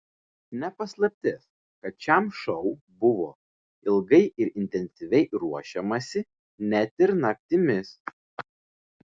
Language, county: Lithuanian, Vilnius